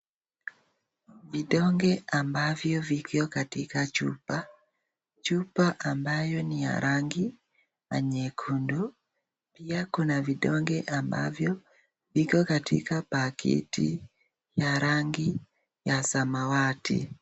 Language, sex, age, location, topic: Swahili, female, 36-49, Nakuru, health